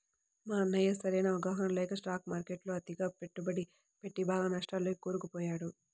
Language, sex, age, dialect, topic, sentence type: Telugu, male, 18-24, Central/Coastal, banking, statement